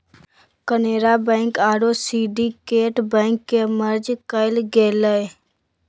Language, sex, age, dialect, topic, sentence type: Magahi, female, 18-24, Southern, banking, statement